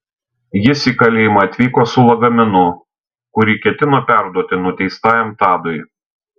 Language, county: Lithuanian, Šiauliai